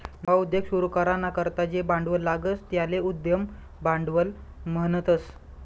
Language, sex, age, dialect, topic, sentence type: Marathi, male, 25-30, Northern Konkan, banking, statement